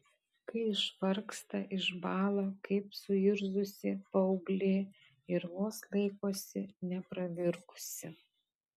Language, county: Lithuanian, Kaunas